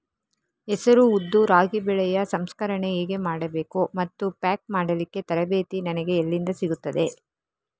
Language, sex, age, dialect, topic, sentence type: Kannada, female, 36-40, Coastal/Dakshin, agriculture, question